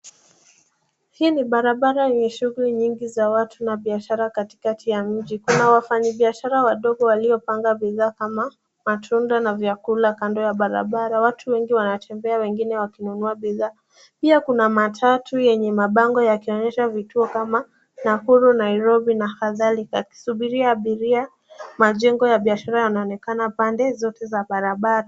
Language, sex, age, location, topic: Swahili, female, 18-24, Nairobi, government